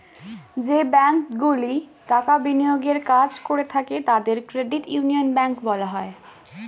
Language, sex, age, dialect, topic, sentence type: Bengali, female, 18-24, Standard Colloquial, banking, statement